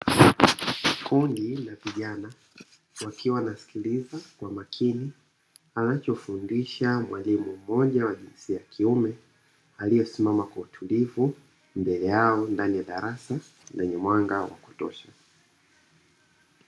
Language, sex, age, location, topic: Swahili, male, 25-35, Dar es Salaam, education